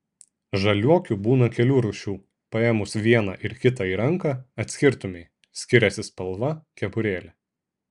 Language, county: Lithuanian, Šiauliai